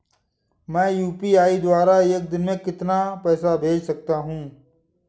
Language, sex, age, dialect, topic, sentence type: Hindi, male, 25-30, Awadhi Bundeli, banking, question